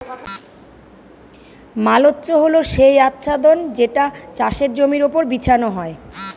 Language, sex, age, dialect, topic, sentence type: Bengali, female, 41-45, Northern/Varendri, agriculture, statement